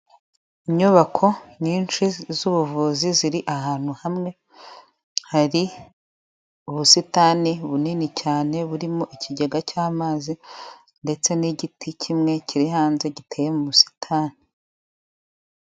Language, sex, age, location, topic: Kinyarwanda, female, 25-35, Huye, health